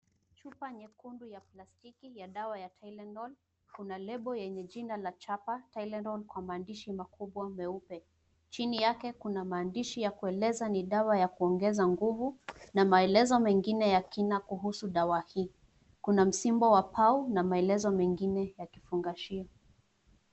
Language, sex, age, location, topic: Swahili, female, 25-35, Nairobi, health